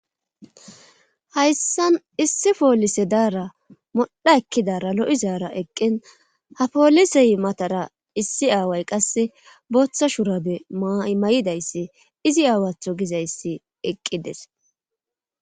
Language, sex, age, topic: Gamo, female, 36-49, government